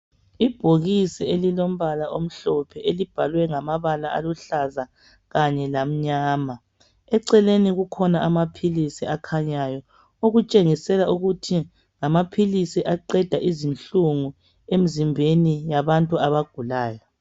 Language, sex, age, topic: North Ndebele, female, 25-35, health